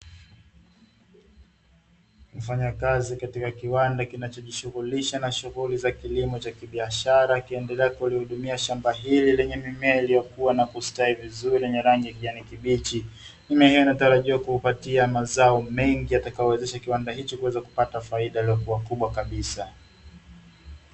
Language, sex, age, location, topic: Swahili, male, 25-35, Dar es Salaam, agriculture